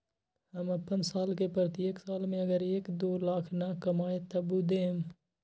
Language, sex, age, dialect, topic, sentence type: Magahi, male, 18-24, Western, banking, question